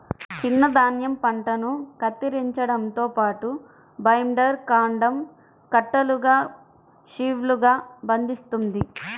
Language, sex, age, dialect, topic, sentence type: Telugu, female, 25-30, Central/Coastal, agriculture, statement